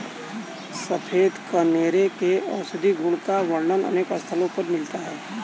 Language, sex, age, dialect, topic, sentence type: Hindi, male, 31-35, Kanauji Braj Bhasha, agriculture, statement